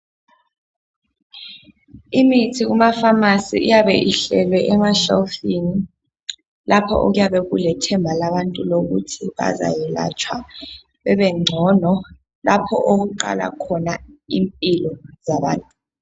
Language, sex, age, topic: North Ndebele, female, 18-24, health